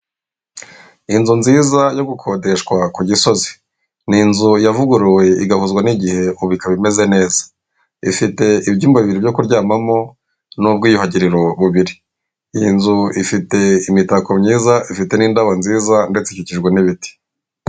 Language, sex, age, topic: Kinyarwanda, male, 36-49, finance